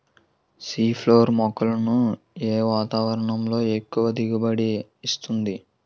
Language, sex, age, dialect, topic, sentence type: Telugu, male, 18-24, Utterandhra, agriculture, question